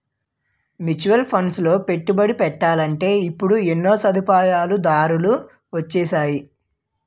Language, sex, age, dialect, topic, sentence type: Telugu, male, 18-24, Utterandhra, banking, statement